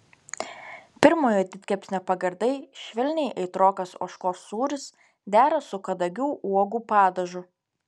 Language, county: Lithuanian, Telšiai